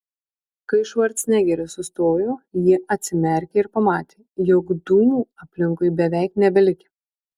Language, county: Lithuanian, Marijampolė